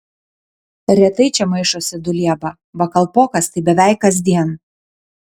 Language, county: Lithuanian, Panevėžys